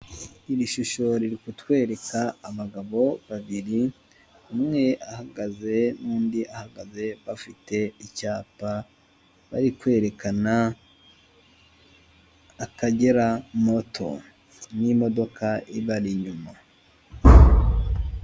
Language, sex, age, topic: Kinyarwanda, male, 18-24, finance